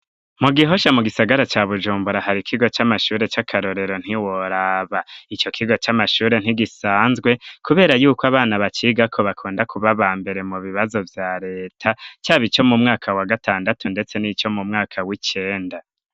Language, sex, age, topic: Rundi, male, 25-35, education